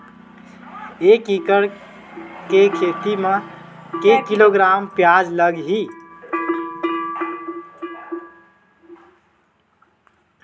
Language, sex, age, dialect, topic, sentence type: Chhattisgarhi, male, 25-30, Western/Budati/Khatahi, agriculture, question